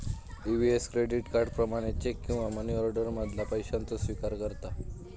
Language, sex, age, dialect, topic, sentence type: Marathi, male, 18-24, Southern Konkan, banking, statement